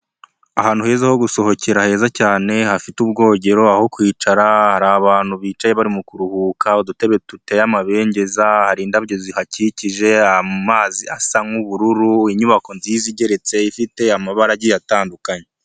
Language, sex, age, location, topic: Kinyarwanda, male, 25-35, Huye, finance